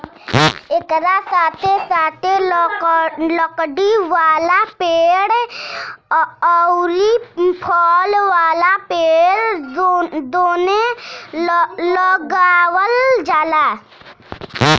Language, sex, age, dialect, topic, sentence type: Bhojpuri, female, 25-30, Northern, agriculture, statement